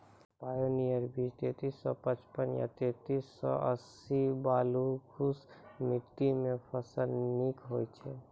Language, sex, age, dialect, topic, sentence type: Maithili, male, 25-30, Angika, agriculture, question